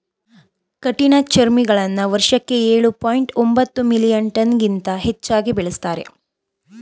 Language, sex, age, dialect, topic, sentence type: Kannada, female, 31-35, Mysore Kannada, agriculture, statement